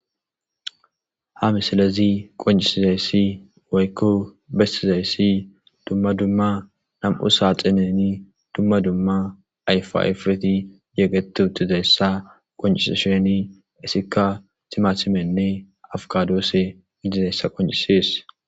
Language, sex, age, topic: Gamo, male, 25-35, agriculture